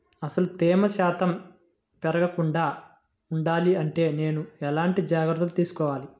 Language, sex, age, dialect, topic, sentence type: Telugu, male, 18-24, Central/Coastal, agriculture, question